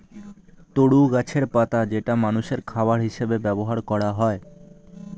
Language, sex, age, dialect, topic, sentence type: Bengali, male, 18-24, Standard Colloquial, agriculture, statement